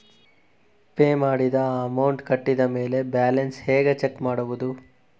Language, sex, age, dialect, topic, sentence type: Kannada, male, 41-45, Coastal/Dakshin, banking, question